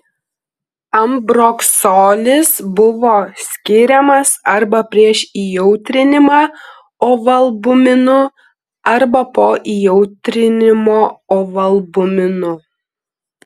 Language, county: Lithuanian, Klaipėda